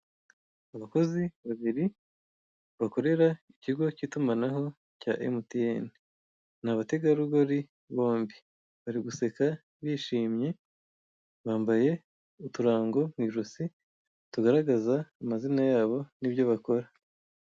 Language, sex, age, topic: Kinyarwanda, female, 25-35, finance